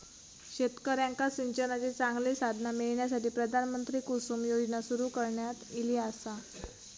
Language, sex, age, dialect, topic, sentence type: Marathi, female, 18-24, Southern Konkan, agriculture, statement